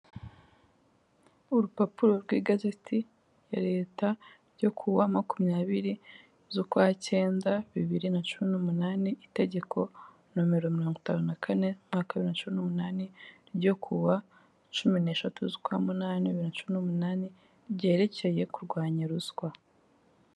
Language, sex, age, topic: Kinyarwanda, female, 18-24, government